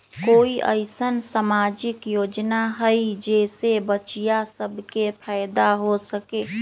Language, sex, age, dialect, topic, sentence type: Magahi, female, 31-35, Western, banking, statement